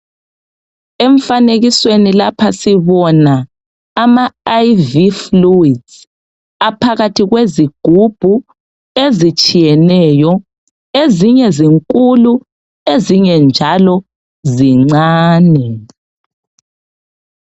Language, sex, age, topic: North Ndebele, male, 36-49, health